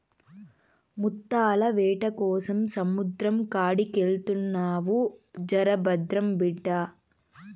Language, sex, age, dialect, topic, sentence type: Telugu, female, 18-24, Southern, agriculture, statement